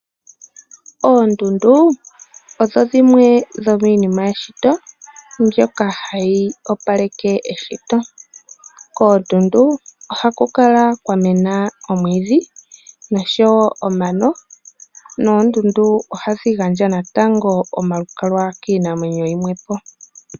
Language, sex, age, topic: Oshiwambo, male, 18-24, agriculture